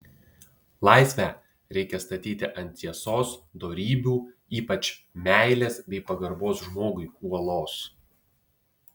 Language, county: Lithuanian, Utena